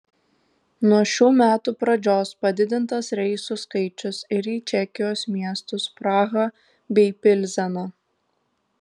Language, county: Lithuanian, Tauragė